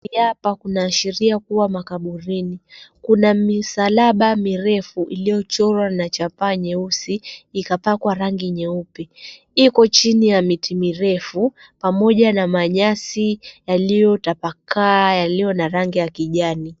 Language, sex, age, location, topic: Swahili, female, 25-35, Mombasa, government